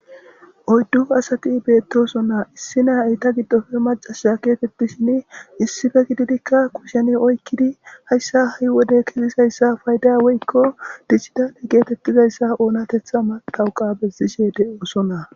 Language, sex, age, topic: Gamo, male, 18-24, government